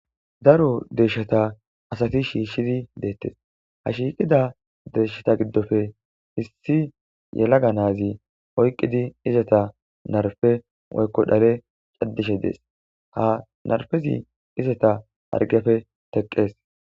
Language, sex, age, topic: Gamo, male, 18-24, agriculture